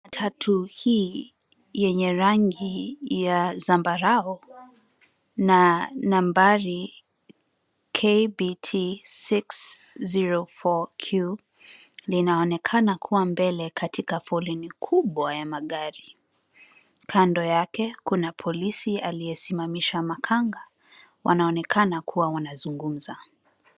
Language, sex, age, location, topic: Swahili, female, 25-35, Nairobi, government